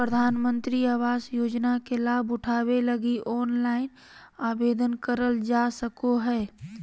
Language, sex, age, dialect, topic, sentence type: Magahi, male, 25-30, Southern, banking, statement